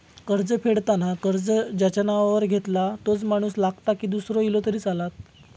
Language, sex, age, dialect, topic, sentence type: Marathi, male, 18-24, Southern Konkan, banking, question